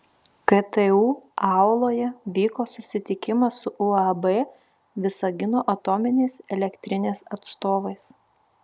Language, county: Lithuanian, Šiauliai